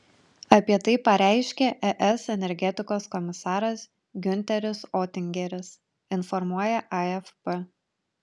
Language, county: Lithuanian, Panevėžys